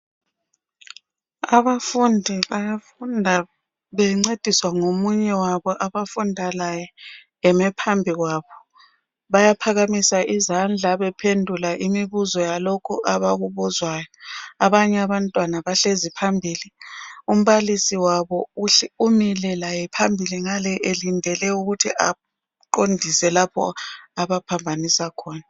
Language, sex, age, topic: North Ndebele, female, 36-49, education